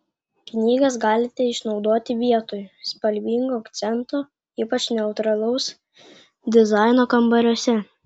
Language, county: Lithuanian, Klaipėda